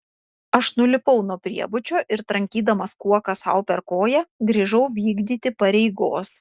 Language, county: Lithuanian, Panevėžys